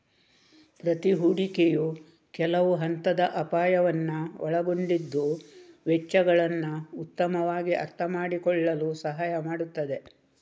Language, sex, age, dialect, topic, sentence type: Kannada, female, 36-40, Coastal/Dakshin, banking, statement